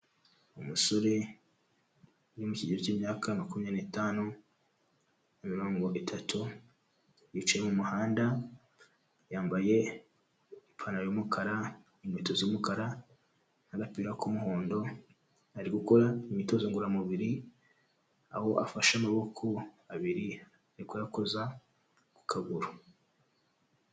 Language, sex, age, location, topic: Kinyarwanda, male, 18-24, Huye, health